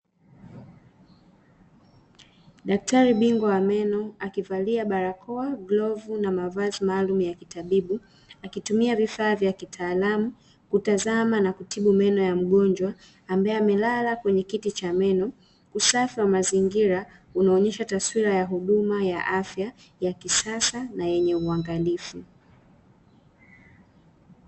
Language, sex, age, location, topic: Swahili, female, 25-35, Dar es Salaam, health